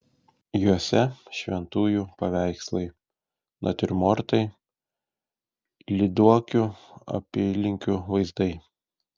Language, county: Lithuanian, Šiauliai